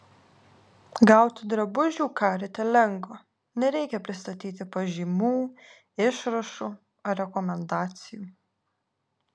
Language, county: Lithuanian, Alytus